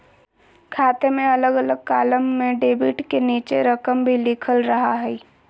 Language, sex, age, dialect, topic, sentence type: Magahi, male, 18-24, Southern, banking, statement